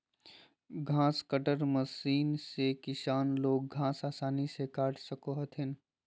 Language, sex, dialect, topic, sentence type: Magahi, male, Southern, agriculture, statement